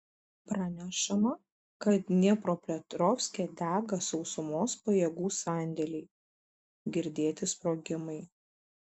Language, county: Lithuanian, Šiauliai